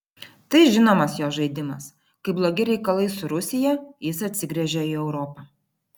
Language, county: Lithuanian, Vilnius